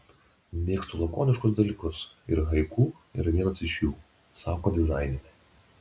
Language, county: Lithuanian, Vilnius